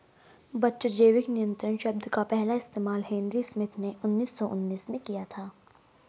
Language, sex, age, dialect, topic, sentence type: Hindi, female, 36-40, Hindustani Malvi Khadi Boli, agriculture, statement